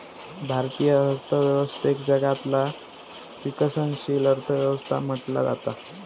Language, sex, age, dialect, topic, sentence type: Marathi, male, 18-24, Southern Konkan, banking, statement